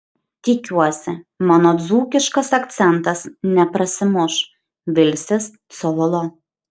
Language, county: Lithuanian, Šiauliai